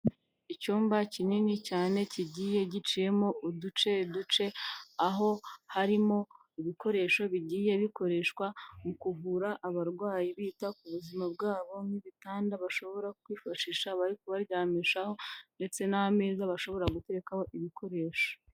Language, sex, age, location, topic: Kinyarwanda, female, 18-24, Kigali, health